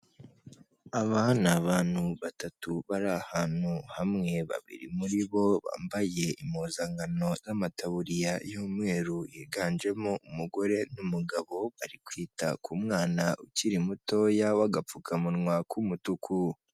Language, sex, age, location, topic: Kinyarwanda, male, 18-24, Kigali, health